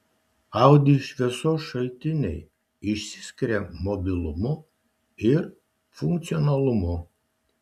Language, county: Lithuanian, Šiauliai